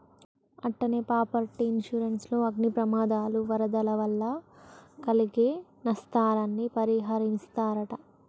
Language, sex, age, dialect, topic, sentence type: Telugu, male, 56-60, Telangana, banking, statement